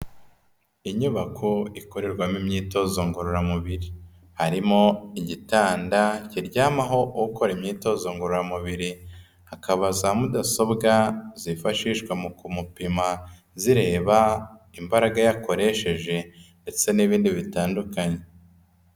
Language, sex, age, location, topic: Kinyarwanda, male, 25-35, Kigali, health